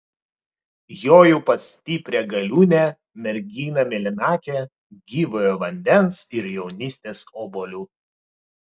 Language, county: Lithuanian, Vilnius